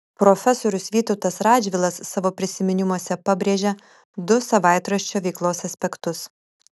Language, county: Lithuanian, Vilnius